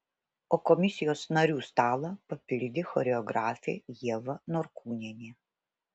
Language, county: Lithuanian, Vilnius